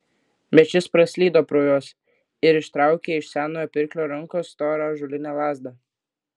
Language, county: Lithuanian, Klaipėda